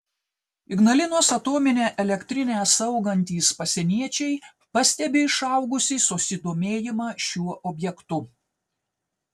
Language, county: Lithuanian, Telšiai